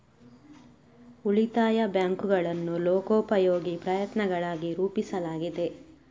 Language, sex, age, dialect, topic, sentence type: Kannada, female, 31-35, Coastal/Dakshin, banking, statement